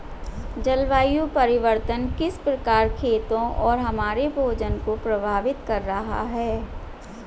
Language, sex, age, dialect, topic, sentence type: Hindi, female, 41-45, Hindustani Malvi Khadi Boli, agriculture, question